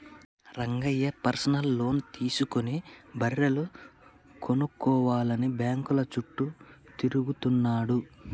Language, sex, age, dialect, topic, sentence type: Telugu, male, 31-35, Telangana, banking, statement